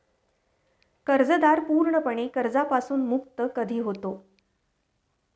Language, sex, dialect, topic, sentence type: Marathi, female, Standard Marathi, banking, question